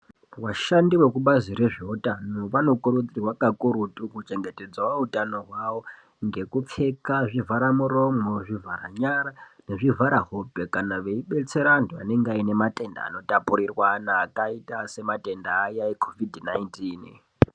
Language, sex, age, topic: Ndau, female, 25-35, health